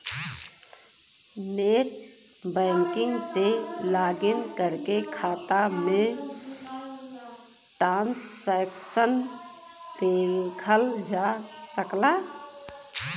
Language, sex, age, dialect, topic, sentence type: Bhojpuri, female, 18-24, Western, banking, statement